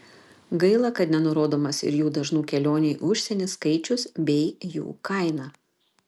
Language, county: Lithuanian, Panevėžys